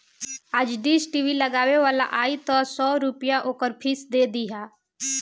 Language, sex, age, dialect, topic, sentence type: Bhojpuri, female, 18-24, Northern, banking, statement